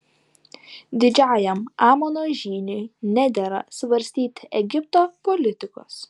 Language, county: Lithuanian, Klaipėda